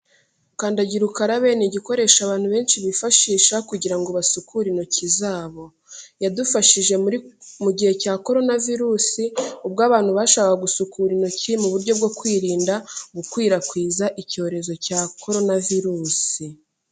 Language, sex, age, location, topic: Kinyarwanda, female, 18-24, Kigali, health